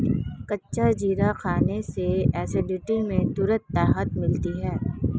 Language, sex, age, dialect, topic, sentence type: Hindi, female, 25-30, Marwari Dhudhari, agriculture, statement